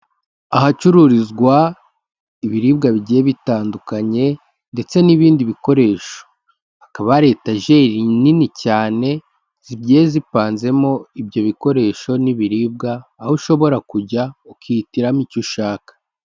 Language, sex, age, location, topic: Kinyarwanda, male, 25-35, Kigali, finance